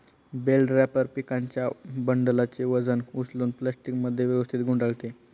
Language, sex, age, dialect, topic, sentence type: Marathi, male, 36-40, Standard Marathi, agriculture, statement